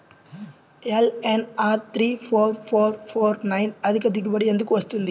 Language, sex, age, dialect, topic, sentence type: Telugu, male, 18-24, Central/Coastal, agriculture, question